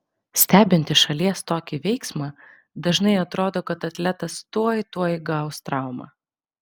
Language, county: Lithuanian, Vilnius